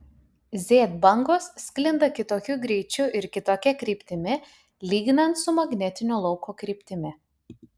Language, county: Lithuanian, Utena